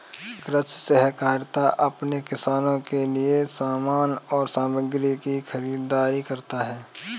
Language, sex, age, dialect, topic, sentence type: Hindi, male, 18-24, Kanauji Braj Bhasha, agriculture, statement